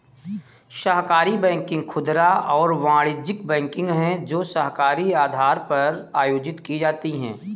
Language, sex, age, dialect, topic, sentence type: Hindi, male, 18-24, Awadhi Bundeli, banking, statement